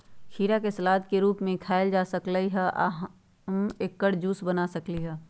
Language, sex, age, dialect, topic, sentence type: Magahi, female, 46-50, Western, agriculture, statement